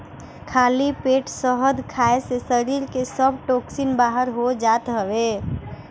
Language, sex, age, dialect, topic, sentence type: Bhojpuri, female, 18-24, Northern, agriculture, statement